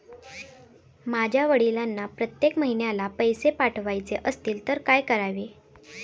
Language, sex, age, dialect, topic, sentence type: Marathi, female, 18-24, Standard Marathi, banking, question